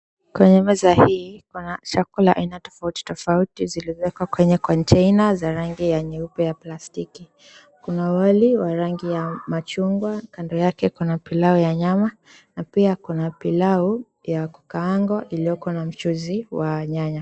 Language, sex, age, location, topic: Swahili, female, 25-35, Mombasa, agriculture